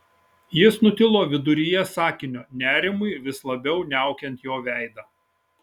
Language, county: Lithuanian, Šiauliai